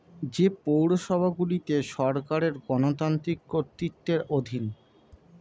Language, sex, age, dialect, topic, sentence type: Bengali, male, 25-30, Standard Colloquial, banking, statement